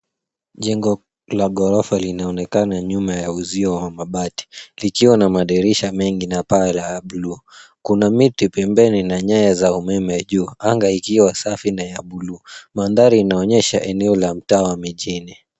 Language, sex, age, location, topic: Swahili, male, 18-24, Nairobi, finance